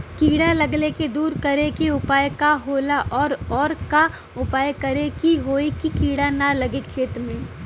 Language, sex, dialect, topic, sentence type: Bhojpuri, female, Western, agriculture, question